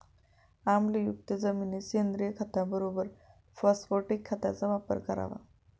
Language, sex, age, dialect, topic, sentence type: Marathi, female, 25-30, Standard Marathi, agriculture, statement